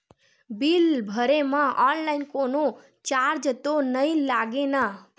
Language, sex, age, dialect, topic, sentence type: Chhattisgarhi, female, 60-100, Western/Budati/Khatahi, banking, question